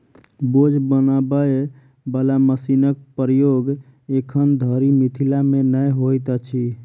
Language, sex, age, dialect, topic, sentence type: Maithili, male, 41-45, Southern/Standard, agriculture, statement